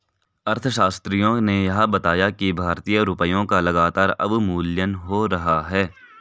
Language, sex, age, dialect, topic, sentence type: Hindi, male, 18-24, Marwari Dhudhari, banking, statement